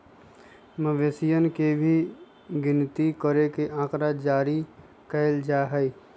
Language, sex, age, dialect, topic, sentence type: Magahi, male, 25-30, Western, agriculture, statement